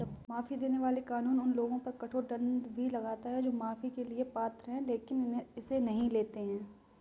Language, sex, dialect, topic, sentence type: Hindi, female, Kanauji Braj Bhasha, banking, statement